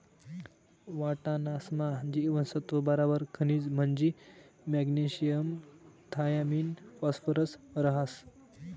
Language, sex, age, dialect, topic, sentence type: Marathi, male, 18-24, Northern Konkan, agriculture, statement